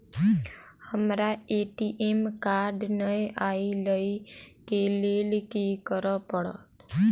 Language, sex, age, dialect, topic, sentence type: Maithili, female, 18-24, Southern/Standard, banking, question